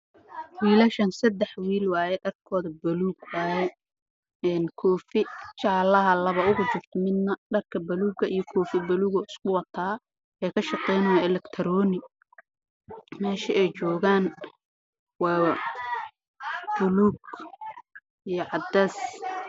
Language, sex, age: Somali, male, 18-24